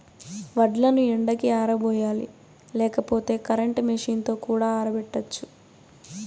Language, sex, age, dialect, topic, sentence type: Telugu, female, 18-24, Southern, agriculture, statement